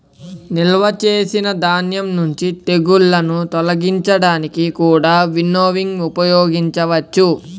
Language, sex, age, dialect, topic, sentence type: Telugu, male, 18-24, Central/Coastal, agriculture, statement